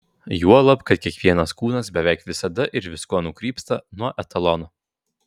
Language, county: Lithuanian, Vilnius